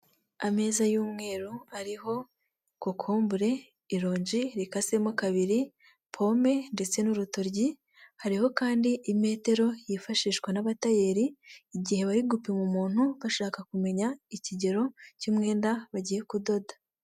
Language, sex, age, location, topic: Kinyarwanda, female, 25-35, Huye, health